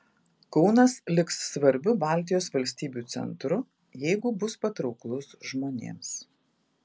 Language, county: Lithuanian, Vilnius